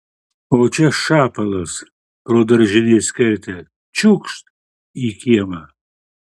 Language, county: Lithuanian, Marijampolė